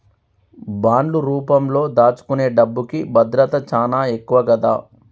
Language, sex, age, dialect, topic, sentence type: Telugu, male, 36-40, Telangana, banking, statement